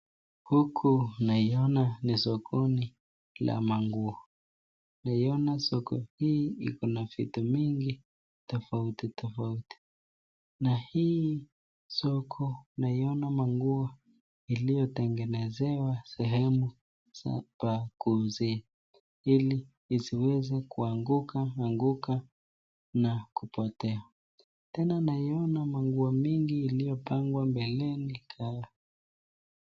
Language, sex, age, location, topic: Swahili, male, 25-35, Nakuru, finance